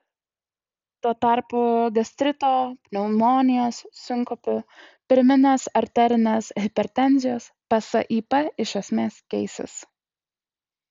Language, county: Lithuanian, Utena